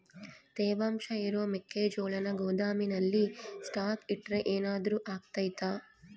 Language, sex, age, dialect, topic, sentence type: Kannada, female, 25-30, Central, agriculture, question